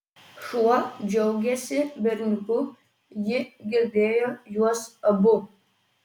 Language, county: Lithuanian, Vilnius